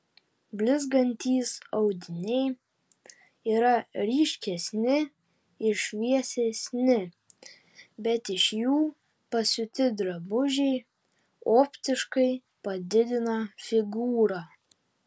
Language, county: Lithuanian, Vilnius